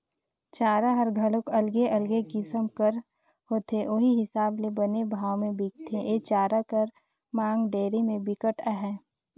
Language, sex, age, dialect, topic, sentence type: Chhattisgarhi, female, 56-60, Northern/Bhandar, agriculture, statement